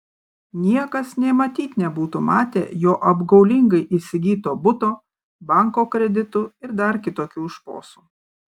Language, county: Lithuanian, Kaunas